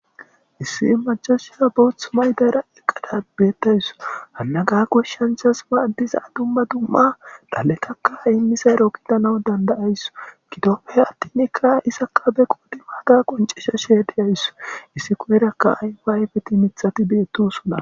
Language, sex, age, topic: Gamo, male, 25-35, agriculture